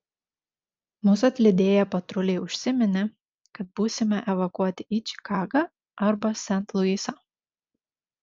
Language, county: Lithuanian, Šiauliai